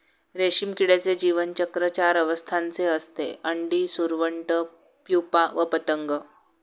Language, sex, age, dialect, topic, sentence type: Marathi, male, 56-60, Standard Marathi, agriculture, statement